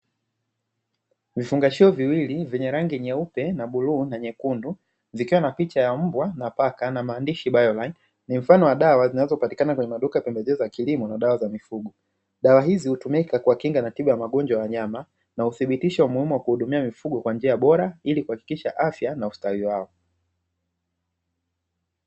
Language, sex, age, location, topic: Swahili, male, 25-35, Dar es Salaam, agriculture